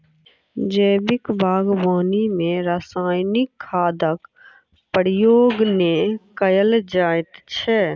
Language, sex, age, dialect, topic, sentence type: Maithili, female, 36-40, Southern/Standard, agriculture, statement